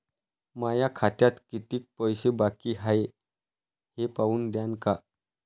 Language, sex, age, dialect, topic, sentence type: Marathi, male, 31-35, Varhadi, banking, question